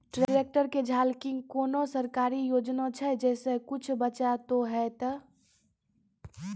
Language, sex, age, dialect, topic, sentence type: Maithili, female, 18-24, Angika, agriculture, question